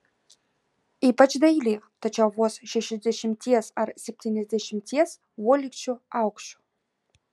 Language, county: Lithuanian, Marijampolė